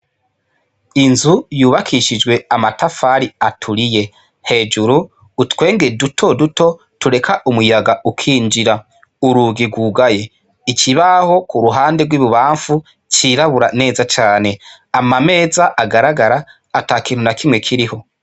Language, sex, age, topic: Rundi, male, 25-35, education